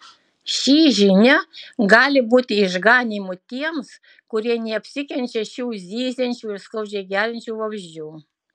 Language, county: Lithuanian, Utena